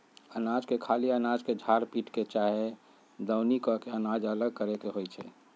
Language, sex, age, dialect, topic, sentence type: Magahi, male, 46-50, Western, agriculture, statement